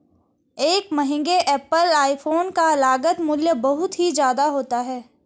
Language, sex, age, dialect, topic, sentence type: Hindi, female, 51-55, Garhwali, banking, statement